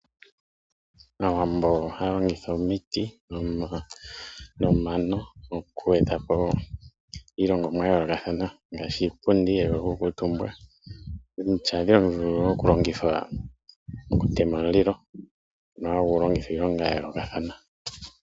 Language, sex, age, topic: Oshiwambo, male, 25-35, agriculture